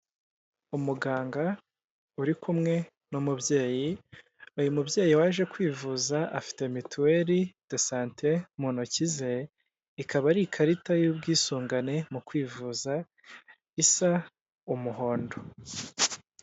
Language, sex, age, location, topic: Kinyarwanda, male, 25-35, Kigali, finance